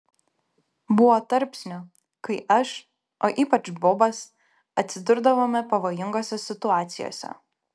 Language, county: Lithuanian, Klaipėda